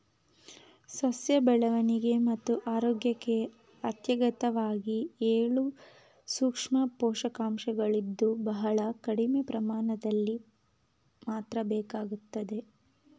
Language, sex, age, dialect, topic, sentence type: Kannada, female, 25-30, Mysore Kannada, agriculture, statement